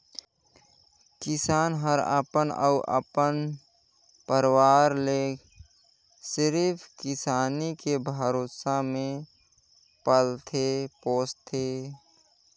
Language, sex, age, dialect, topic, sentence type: Chhattisgarhi, male, 56-60, Northern/Bhandar, agriculture, statement